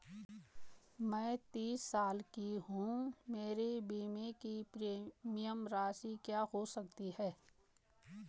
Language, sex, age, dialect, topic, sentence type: Hindi, female, 18-24, Garhwali, banking, question